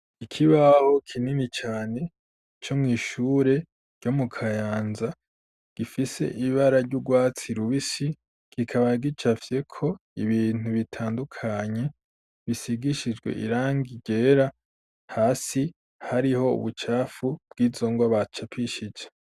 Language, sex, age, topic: Rundi, male, 18-24, education